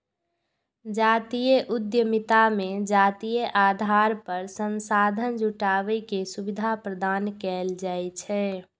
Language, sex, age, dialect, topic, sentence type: Maithili, female, 46-50, Eastern / Thethi, banking, statement